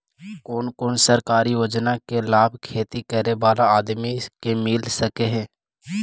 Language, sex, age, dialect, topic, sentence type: Magahi, male, 18-24, Central/Standard, agriculture, question